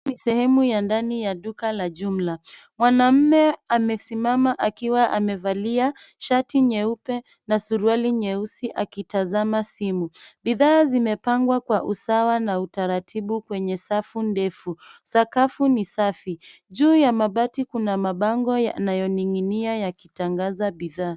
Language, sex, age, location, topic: Swahili, female, 25-35, Nairobi, finance